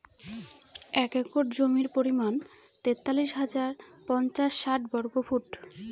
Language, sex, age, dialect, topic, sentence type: Bengali, female, 18-24, Northern/Varendri, agriculture, statement